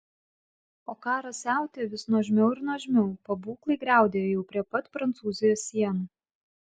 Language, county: Lithuanian, Klaipėda